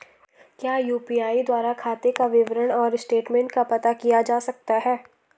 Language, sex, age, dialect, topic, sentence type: Hindi, female, 18-24, Garhwali, banking, question